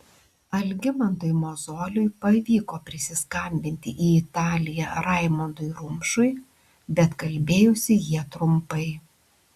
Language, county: Lithuanian, Klaipėda